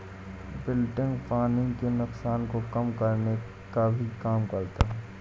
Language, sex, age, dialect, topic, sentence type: Hindi, male, 60-100, Awadhi Bundeli, agriculture, statement